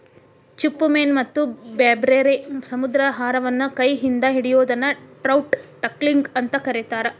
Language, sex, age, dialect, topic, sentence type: Kannada, female, 31-35, Dharwad Kannada, agriculture, statement